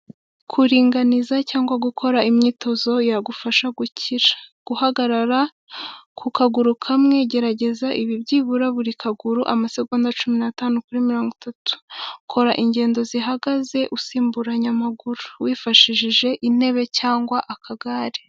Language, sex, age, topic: Kinyarwanda, female, 18-24, health